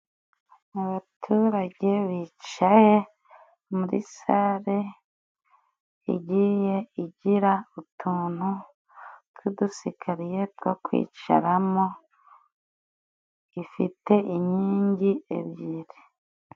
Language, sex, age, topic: Kinyarwanda, female, 25-35, government